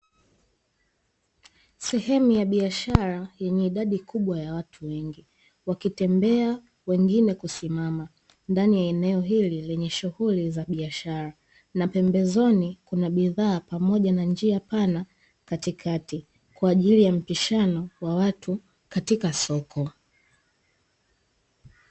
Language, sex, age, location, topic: Swahili, female, 18-24, Dar es Salaam, finance